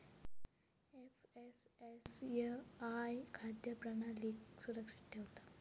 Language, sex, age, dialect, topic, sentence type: Marathi, female, 18-24, Southern Konkan, agriculture, statement